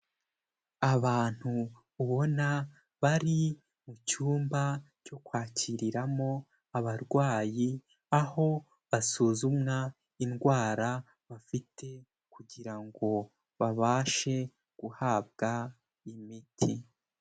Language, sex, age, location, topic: Kinyarwanda, male, 18-24, Kigali, health